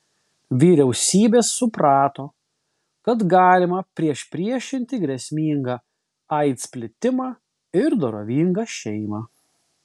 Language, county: Lithuanian, Vilnius